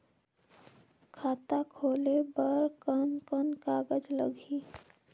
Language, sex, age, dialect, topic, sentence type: Chhattisgarhi, female, 18-24, Northern/Bhandar, banking, question